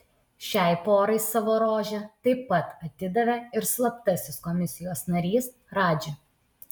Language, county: Lithuanian, Utena